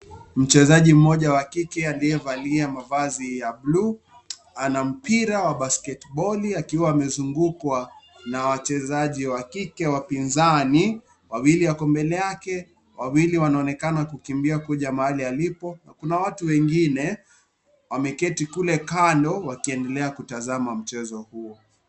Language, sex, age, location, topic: Swahili, male, 25-35, Kisii, government